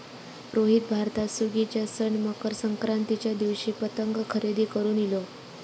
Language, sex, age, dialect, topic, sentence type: Marathi, female, 25-30, Southern Konkan, agriculture, statement